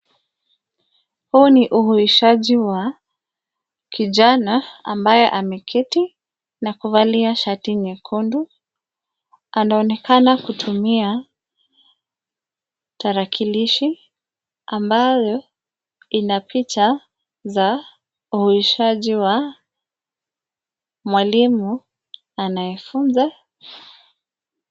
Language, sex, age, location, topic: Swahili, female, 25-35, Nairobi, education